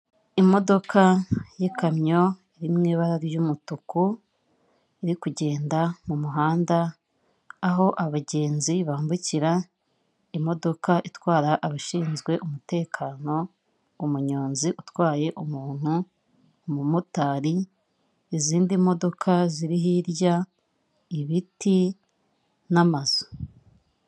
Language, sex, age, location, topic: Kinyarwanda, female, 25-35, Kigali, government